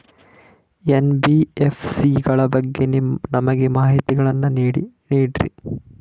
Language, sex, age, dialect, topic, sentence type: Kannada, male, 18-24, Northeastern, banking, question